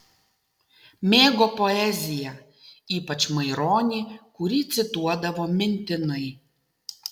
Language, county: Lithuanian, Utena